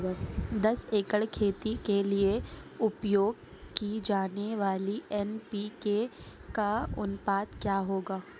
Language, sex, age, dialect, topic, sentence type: Hindi, female, 18-24, Marwari Dhudhari, agriculture, question